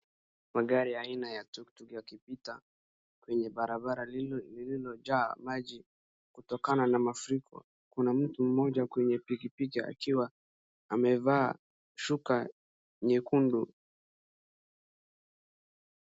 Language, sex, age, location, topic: Swahili, male, 36-49, Wajir, health